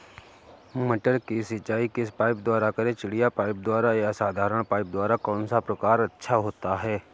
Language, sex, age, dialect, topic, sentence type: Hindi, male, 41-45, Awadhi Bundeli, agriculture, question